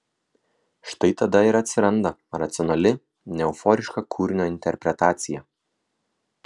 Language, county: Lithuanian, Kaunas